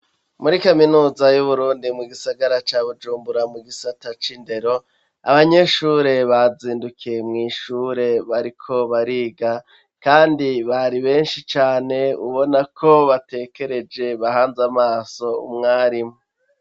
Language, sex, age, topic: Rundi, male, 36-49, education